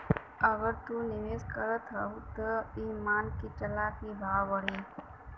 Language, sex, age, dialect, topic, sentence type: Bhojpuri, female, 18-24, Western, banking, statement